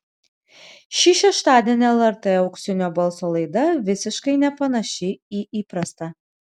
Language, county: Lithuanian, Vilnius